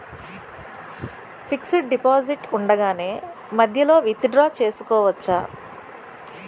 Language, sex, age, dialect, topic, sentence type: Telugu, female, 41-45, Utterandhra, banking, question